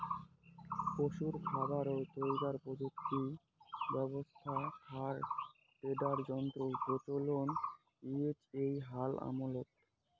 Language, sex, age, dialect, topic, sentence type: Bengali, male, 18-24, Rajbangshi, agriculture, statement